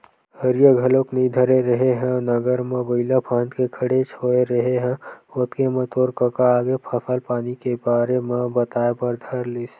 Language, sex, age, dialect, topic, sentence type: Chhattisgarhi, male, 18-24, Western/Budati/Khatahi, agriculture, statement